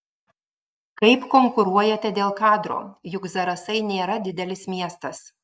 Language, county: Lithuanian, Marijampolė